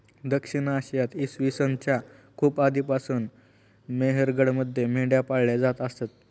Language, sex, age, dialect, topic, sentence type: Marathi, male, 18-24, Standard Marathi, agriculture, statement